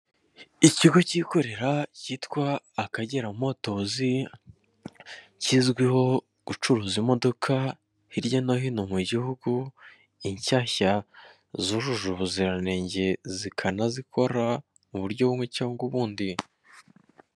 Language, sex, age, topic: Kinyarwanda, male, 18-24, finance